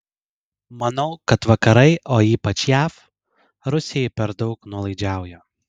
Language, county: Lithuanian, Vilnius